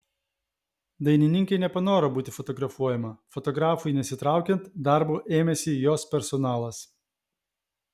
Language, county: Lithuanian, Vilnius